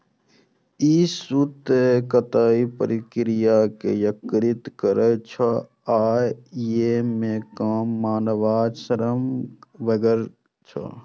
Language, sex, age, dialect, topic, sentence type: Maithili, male, 25-30, Eastern / Thethi, agriculture, statement